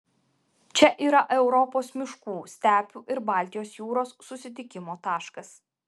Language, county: Lithuanian, Vilnius